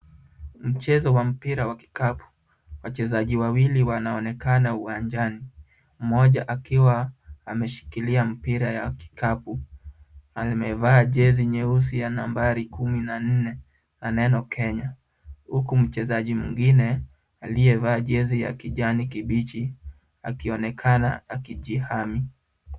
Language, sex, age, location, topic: Swahili, male, 25-35, Kisumu, government